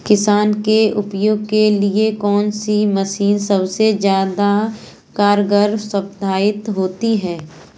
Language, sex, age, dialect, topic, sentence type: Hindi, female, 25-30, Kanauji Braj Bhasha, agriculture, question